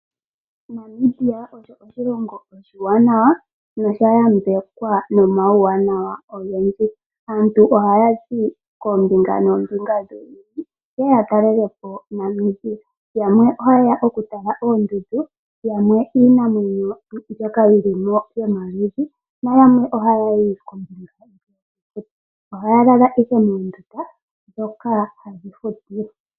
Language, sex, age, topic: Oshiwambo, female, 25-35, agriculture